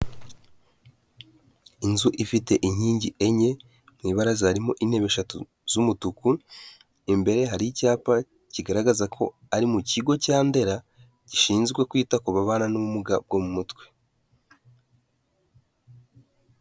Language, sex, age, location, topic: Kinyarwanda, male, 18-24, Kigali, health